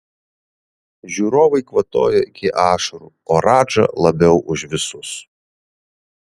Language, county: Lithuanian, Vilnius